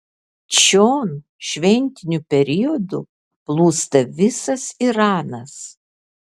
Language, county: Lithuanian, Kaunas